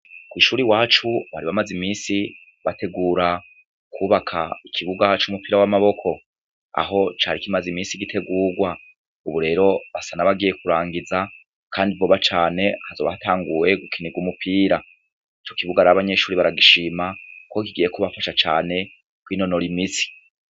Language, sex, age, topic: Rundi, male, 36-49, education